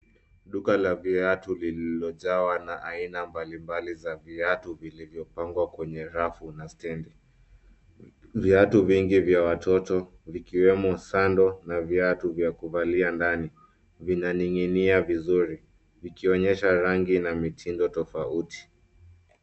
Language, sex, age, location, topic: Swahili, male, 18-24, Nairobi, finance